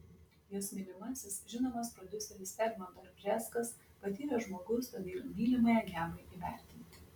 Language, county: Lithuanian, Klaipėda